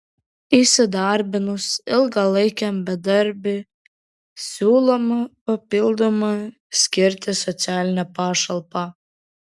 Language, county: Lithuanian, Vilnius